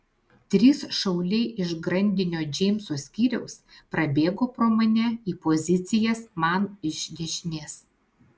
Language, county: Lithuanian, Alytus